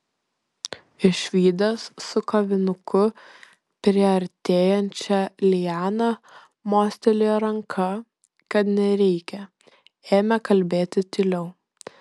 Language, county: Lithuanian, Šiauliai